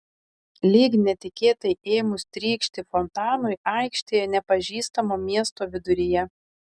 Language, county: Lithuanian, Telšiai